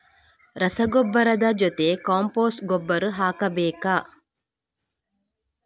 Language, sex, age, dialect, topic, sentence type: Kannada, female, 41-45, Coastal/Dakshin, agriculture, question